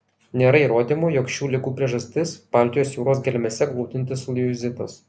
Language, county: Lithuanian, Kaunas